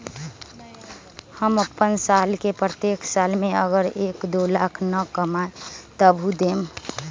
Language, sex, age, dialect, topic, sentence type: Magahi, male, 36-40, Western, banking, question